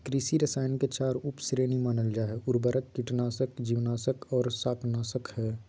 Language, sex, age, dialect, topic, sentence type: Magahi, male, 18-24, Southern, agriculture, statement